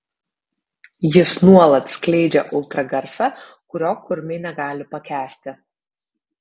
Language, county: Lithuanian, Vilnius